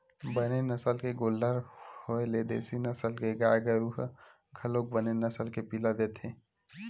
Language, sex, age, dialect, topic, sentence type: Chhattisgarhi, male, 18-24, Western/Budati/Khatahi, agriculture, statement